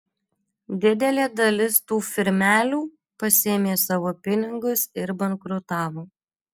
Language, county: Lithuanian, Alytus